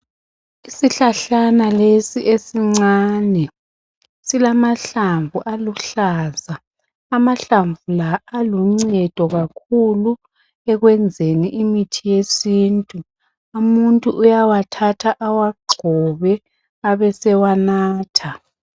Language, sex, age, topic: North Ndebele, male, 50+, health